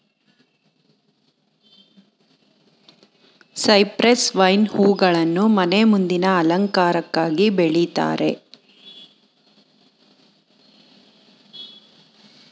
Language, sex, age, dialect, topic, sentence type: Kannada, female, 41-45, Mysore Kannada, agriculture, statement